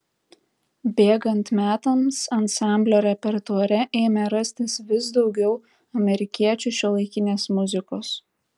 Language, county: Lithuanian, Tauragė